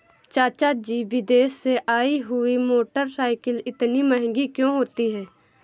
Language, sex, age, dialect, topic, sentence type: Hindi, female, 18-24, Awadhi Bundeli, banking, statement